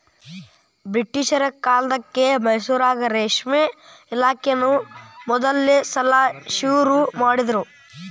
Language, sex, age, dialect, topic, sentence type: Kannada, male, 18-24, Dharwad Kannada, agriculture, statement